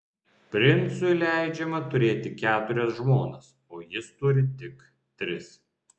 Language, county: Lithuanian, Vilnius